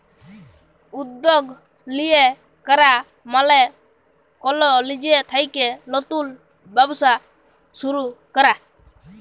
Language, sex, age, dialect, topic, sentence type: Bengali, male, 18-24, Jharkhandi, banking, statement